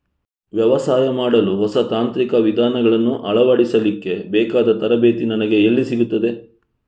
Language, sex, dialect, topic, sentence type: Kannada, male, Coastal/Dakshin, agriculture, question